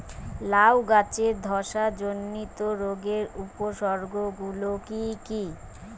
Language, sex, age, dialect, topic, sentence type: Bengali, female, 31-35, Western, agriculture, question